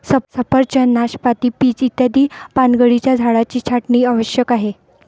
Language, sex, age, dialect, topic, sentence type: Marathi, female, 31-35, Varhadi, agriculture, statement